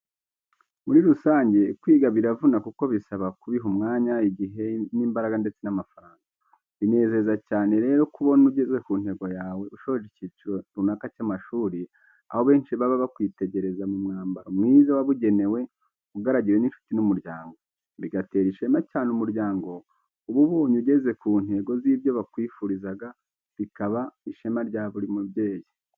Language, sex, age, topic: Kinyarwanda, male, 25-35, education